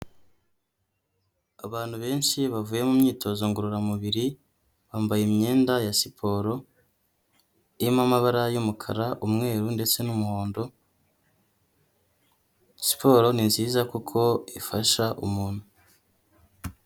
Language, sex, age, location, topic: Kinyarwanda, female, 25-35, Huye, health